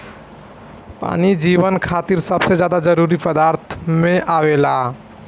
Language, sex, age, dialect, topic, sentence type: Bhojpuri, male, 18-24, Southern / Standard, agriculture, statement